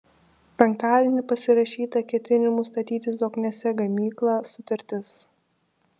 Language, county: Lithuanian, Šiauliai